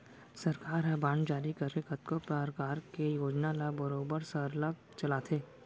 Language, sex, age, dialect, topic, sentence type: Chhattisgarhi, female, 18-24, Central, banking, statement